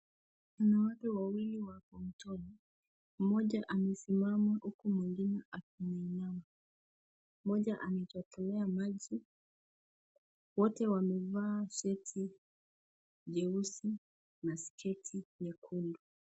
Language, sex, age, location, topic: Swahili, female, 25-35, Nakuru, health